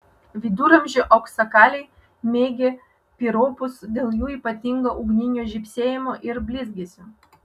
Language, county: Lithuanian, Vilnius